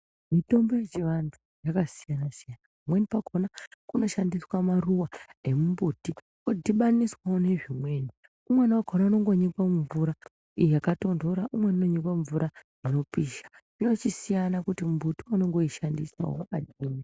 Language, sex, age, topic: Ndau, female, 36-49, health